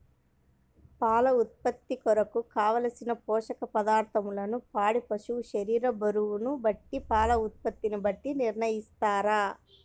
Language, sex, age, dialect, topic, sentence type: Telugu, male, 25-30, Central/Coastal, agriculture, question